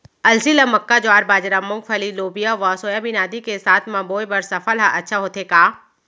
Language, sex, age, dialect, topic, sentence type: Chhattisgarhi, female, 25-30, Central, agriculture, question